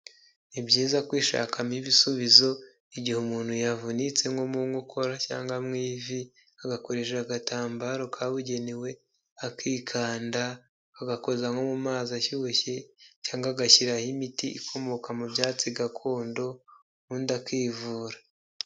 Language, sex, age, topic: Kinyarwanda, male, 18-24, health